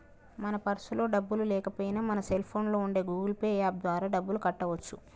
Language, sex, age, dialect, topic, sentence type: Telugu, female, 31-35, Telangana, banking, statement